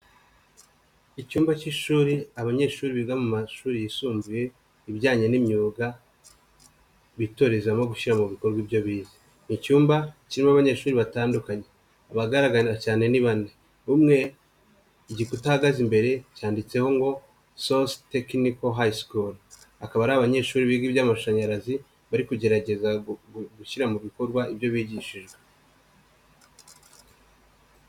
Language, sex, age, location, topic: Kinyarwanda, male, 25-35, Nyagatare, education